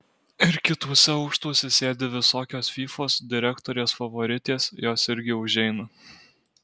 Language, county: Lithuanian, Alytus